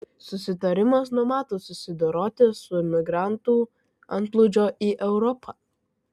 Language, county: Lithuanian, Kaunas